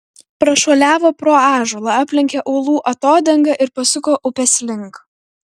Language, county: Lithuanian, Vilnius